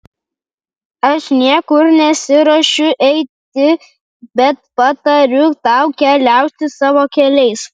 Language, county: Lithuanian, Vilnius